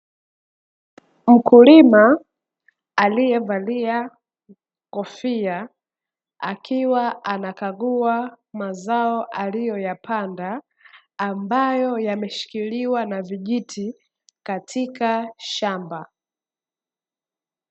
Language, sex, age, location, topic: Swahili, female, 18-24, Dar es Salaam, agriculture